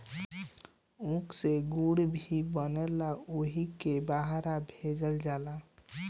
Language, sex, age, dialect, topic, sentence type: Bhojpuri, male, 18-24, Northern, agriculture, statement